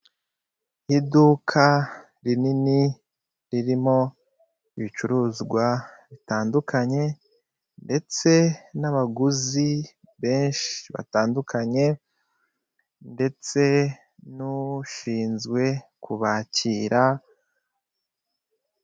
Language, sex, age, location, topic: Kinyarwanda, male, 25-35, Kigali, finance